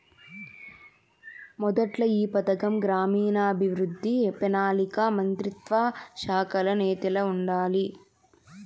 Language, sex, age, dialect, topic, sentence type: Telugu, female, 18-24, Southern, banking, statement